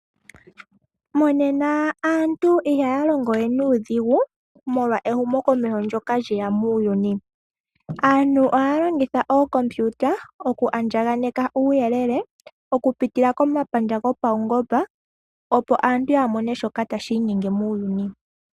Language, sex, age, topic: Oshiwambo, female, 25-35, finance